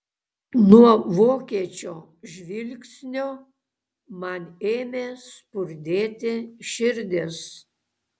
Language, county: Lithuanian, Kaunas